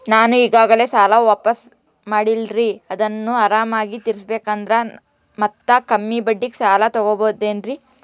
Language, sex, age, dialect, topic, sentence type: Kannada, male, 41-45, Central, banking, question